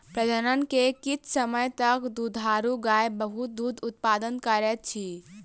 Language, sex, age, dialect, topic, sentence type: Maithili, female, 18-24, Southern/Standard, agriculture, statement